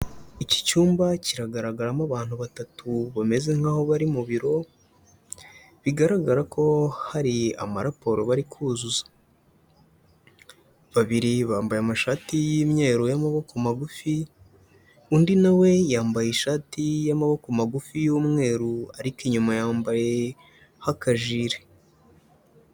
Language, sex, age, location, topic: Kinyarwanda, male, 18-24, Huye, health